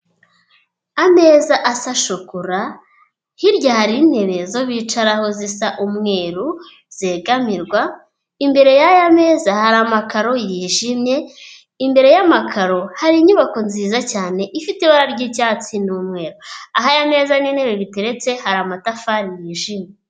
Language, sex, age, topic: Kinyarwanda, female, 18-24, finance